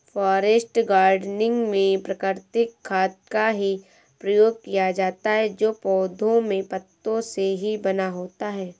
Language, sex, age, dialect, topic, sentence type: Hindi, female, 18-24, Awadhi Bundeli, agriculture, statement